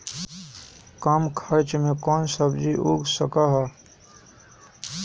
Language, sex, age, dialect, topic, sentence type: Magahi, male, 18-24, Western, agriculture, question